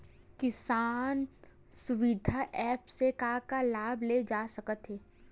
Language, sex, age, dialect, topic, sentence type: Chhattisgarhi, female, 18-24, Western/Budati/Khatahi, agriculture, question